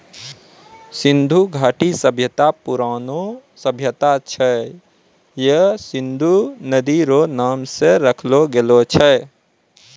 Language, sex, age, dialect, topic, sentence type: Maithili, male, 25-30, Angika, agriculture, statement